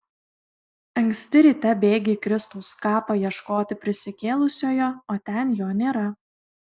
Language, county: Lithuanian, Kaunas